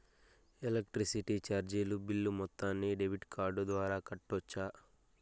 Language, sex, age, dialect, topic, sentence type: Telugu, male, 41-45, Southern, banking, question